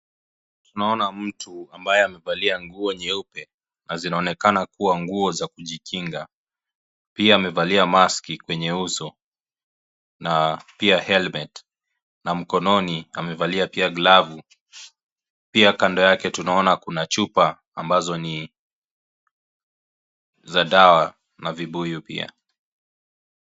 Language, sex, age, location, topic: Swahili, male, 25-35, Kisii, health